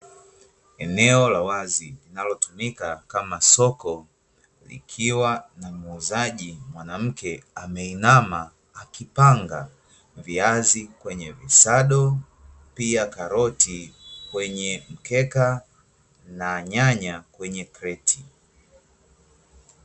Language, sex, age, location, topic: Swahili, male, 25-35, Dar es Salaam, finance